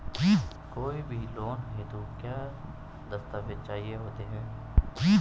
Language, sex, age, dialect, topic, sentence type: Hindi, male, 18-24, Garhwali, banking, question